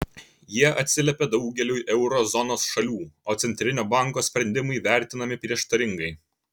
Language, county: Lithuanian, Kaunas